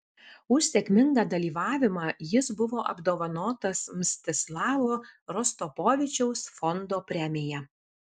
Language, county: Lithuanian, Alytus